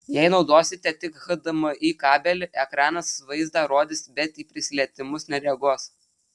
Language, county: Lithuanian, Telšiai